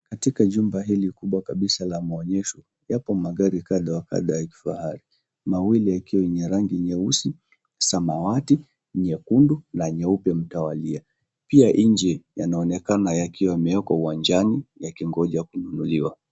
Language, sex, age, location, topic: Swahili, male, 25-35, Mombasa, finance